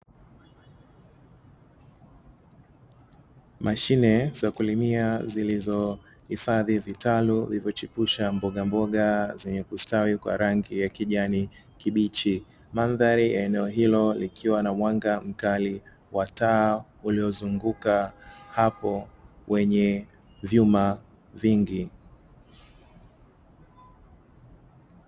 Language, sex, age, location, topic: Swahili, male, 25-35, Dar es Salaam, agriculture